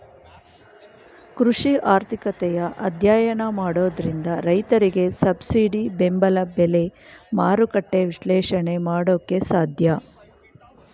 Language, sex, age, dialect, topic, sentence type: Kannada, female, 51-55, Mysore Kannada, banking, statement